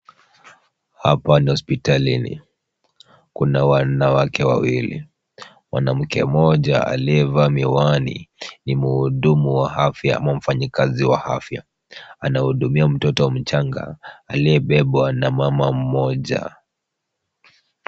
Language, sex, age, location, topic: Swahili, male, 18-24, Kisumu, health